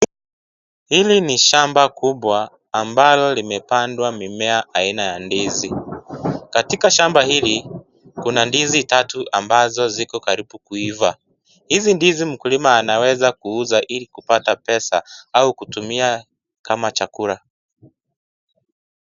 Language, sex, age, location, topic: Swahili, male, 25-35, Kisii, agriculture